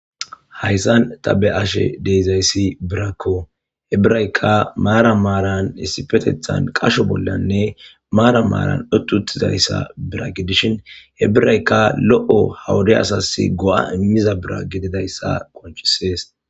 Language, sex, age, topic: Gamo, male, 18-24, government